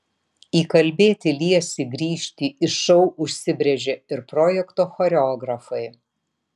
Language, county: Lithuanian, Vilnius